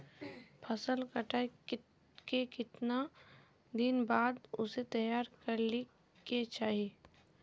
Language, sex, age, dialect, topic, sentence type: Magahi, female, 18-24, Northeastern/Surjapuri, agriculture, question